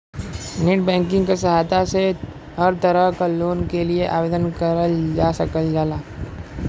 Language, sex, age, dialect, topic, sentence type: Bhojpuri, male, 25-30, Western, banking, statement